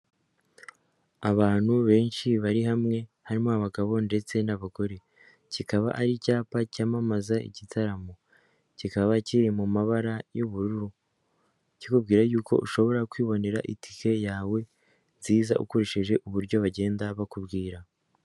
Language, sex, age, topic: Kinyarwanda, female, 25-35, finance